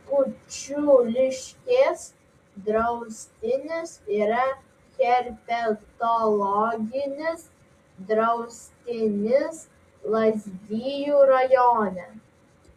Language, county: Lithuanian, Vilnius